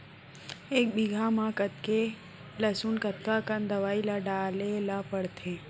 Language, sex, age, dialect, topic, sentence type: Chhattisgarhi, female, 18-24, Central, agriculture, question